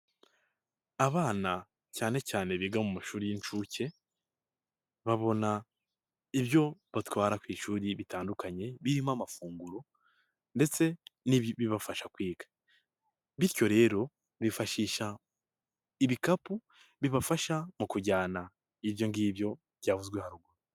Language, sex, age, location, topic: Kinyarwanda, male, 18-24, Nyagatare, education